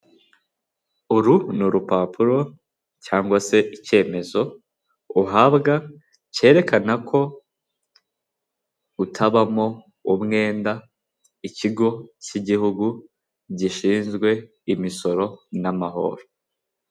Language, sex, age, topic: Kinyarwanda, male, 18-24, finance